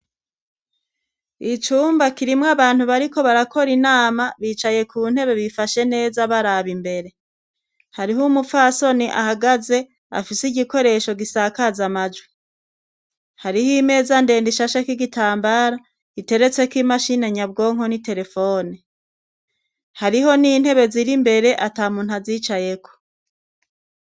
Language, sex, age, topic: Rundi, female, 36-49, education